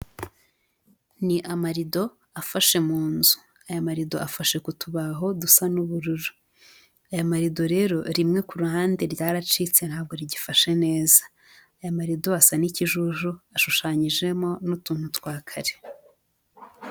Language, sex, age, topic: Kinyarwanda, female, 18-24, education